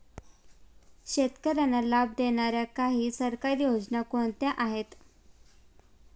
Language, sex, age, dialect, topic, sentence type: Marathi, female, 25-30, Standard Marathi, agriculture, question